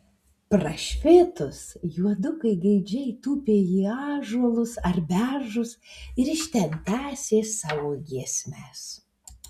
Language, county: Lithuanian, Alytus